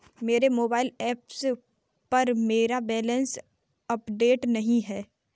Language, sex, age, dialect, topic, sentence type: Hindi, female, 25-30, Kanauji Braj Bhasha, banking, statement